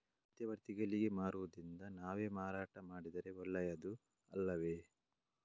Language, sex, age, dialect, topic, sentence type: Kannada, male, 18-24, Coastal/Dakshin, agriculture, question